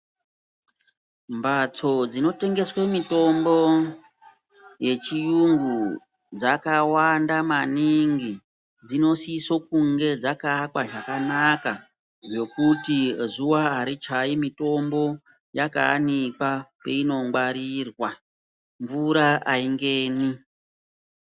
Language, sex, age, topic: Ndau, female, 50+, health